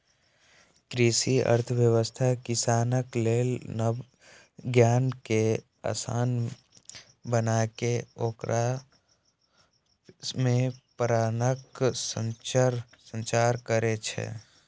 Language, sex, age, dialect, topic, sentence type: Maithili, male, 18-24, Eastern / Thethi, banking, statement